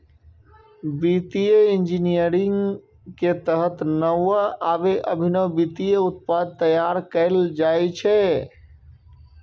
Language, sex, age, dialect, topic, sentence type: Maithili, male, 36-40, Eastern / Thethi, banking, statement